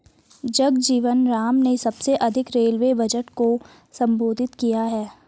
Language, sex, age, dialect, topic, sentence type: Hindi, female, 18-24, Garhwali, banking, statement